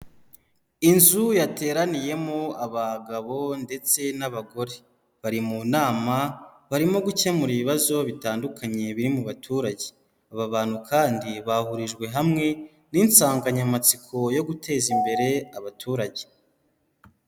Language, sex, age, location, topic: Kinyarwanda, male, 25-35, Huye, health